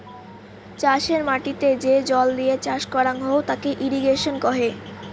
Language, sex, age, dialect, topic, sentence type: Bengali, female, <18, Rajbangshi, agriculture, statement